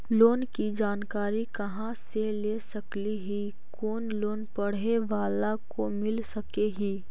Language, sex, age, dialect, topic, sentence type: Magahi, female, 36-40, Central/Standard, banking, question